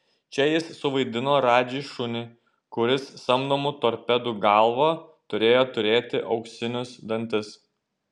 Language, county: Lithuanian, Šiauliai